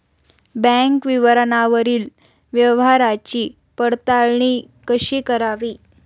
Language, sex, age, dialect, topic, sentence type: Marathi, female, 18-24, Standard Marathi, banking, question